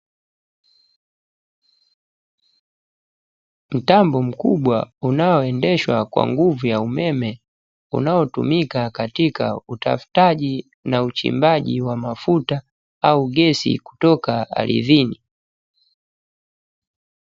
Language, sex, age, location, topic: Swahili, male, 18-24, Dar es Salaam, government